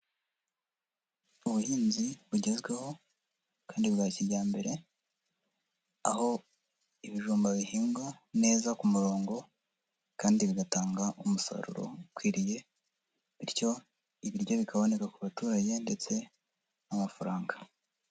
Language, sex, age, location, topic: Kinyarwanda, male, 50+, Huye, agriculture